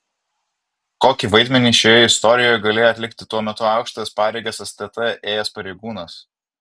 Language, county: Lithuanian, Vilnius